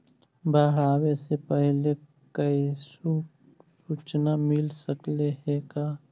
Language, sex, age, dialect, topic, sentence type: Magahi, male, 18-24, Central/Standard, agriculture, question